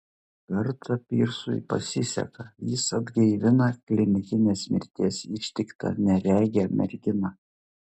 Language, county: Lithuanian, Klaipėda